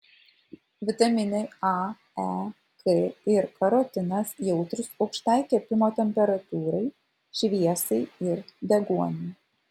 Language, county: Lithuanian, Vilnius